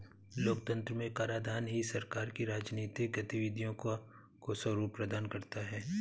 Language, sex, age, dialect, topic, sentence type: Hindi, male, 31-35, Awadhi Bundeli, banking, statement